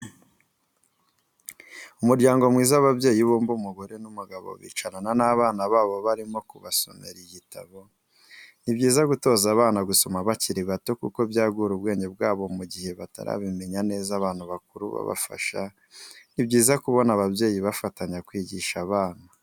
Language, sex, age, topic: Kinyarwanda, male, 25-35, education